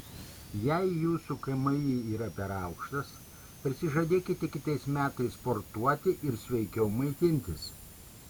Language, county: Lithuanian, Kaunas